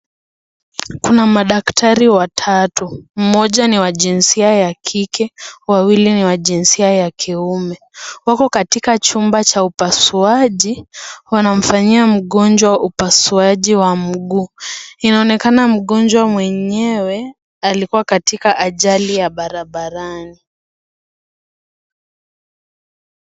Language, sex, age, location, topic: Swahili, female, 18-24, Kisii, health